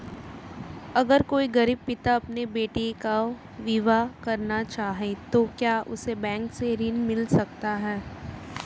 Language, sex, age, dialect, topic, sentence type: Hindi, female, 18-24, Marwari Dhudhari, banking, question